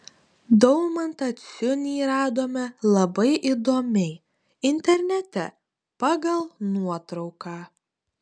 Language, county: Lithuanian, Utena